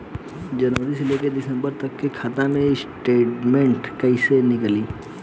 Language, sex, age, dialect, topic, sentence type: Bhojpuri, male, 18-24, Southern / Standard, banking, question